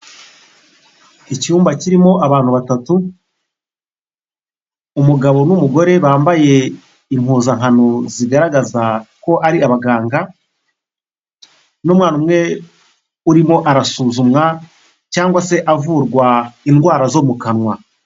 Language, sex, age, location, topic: Kinyarwanda, male, 25-35, Huye, health